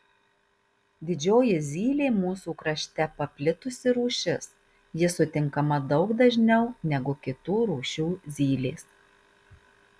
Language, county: Lithuanian, Marijampolė